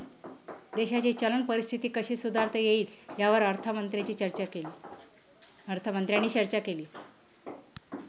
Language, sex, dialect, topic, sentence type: Marathi, male, Standard Marathi, banking, statement